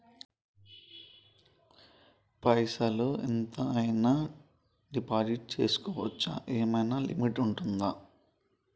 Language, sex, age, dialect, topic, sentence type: Telugu, male, 25-30, Telangana, banking, question